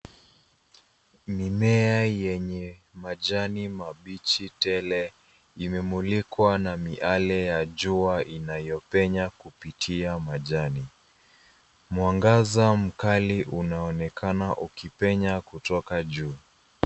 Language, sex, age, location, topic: Swahili, female, 25-35, Nairobi, health